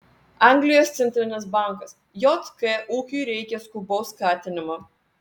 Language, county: Lithuanian, Vilnius